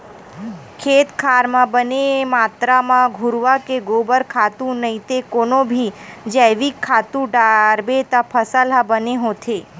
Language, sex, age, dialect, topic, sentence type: Chhattisgarhi, female, 25-30, Western/Budati/Khatahi, agriculture, statement